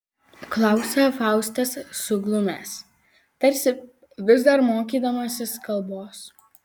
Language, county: Lithuanian, Vilnius